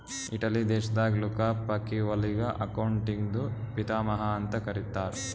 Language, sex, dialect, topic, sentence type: Kannada, male, Northeastern, banking, statement